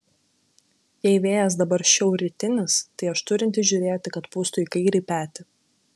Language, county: Lithuanian, Klaipėda